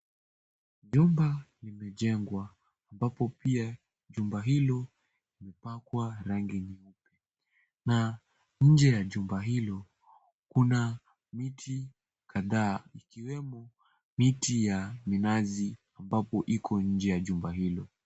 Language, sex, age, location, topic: Swahili, male, 18-24, Mombasa, government